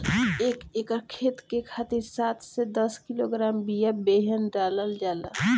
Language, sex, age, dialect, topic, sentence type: Bhojpuri, female, 18-24, Northern, agriculture, question